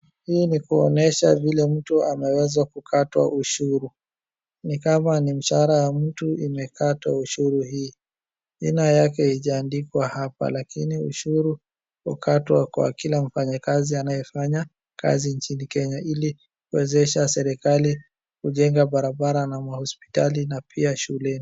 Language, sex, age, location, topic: Swahili, female, 25-35, Wajir, finance